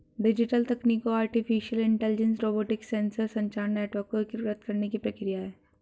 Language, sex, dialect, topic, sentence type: Hindi, female, Hindustani Malvi Khadi Boli, agriculture, statement